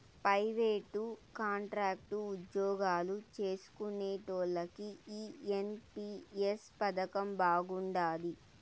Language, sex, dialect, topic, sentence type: Telugu, female, Southern, banking, statement